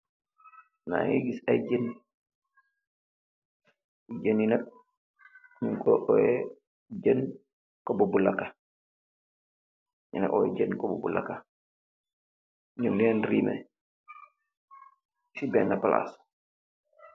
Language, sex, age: Wolof, male, 36-49